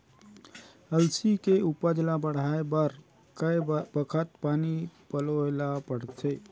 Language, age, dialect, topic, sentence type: Chhattisgarhi, 18-24, Central, agriculture, question